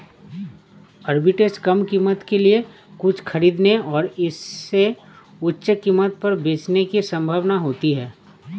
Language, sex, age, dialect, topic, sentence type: Hindi, male, 31-35, Awadhi Bundeli, banking, statement